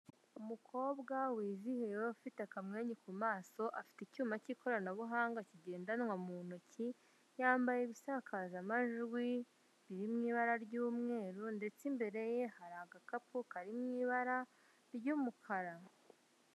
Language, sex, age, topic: Kinyarwanda, female, 25-35, finance